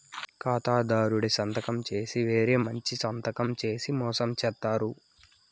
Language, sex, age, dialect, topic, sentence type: Telugu, male, 18-24, Southern, banking, statement